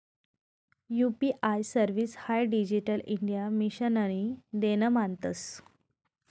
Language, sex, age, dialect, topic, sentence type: Marathi, female, 31-35, Northern Konkan, banking, statement